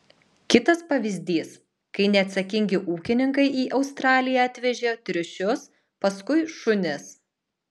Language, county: Lithuanian, Alytus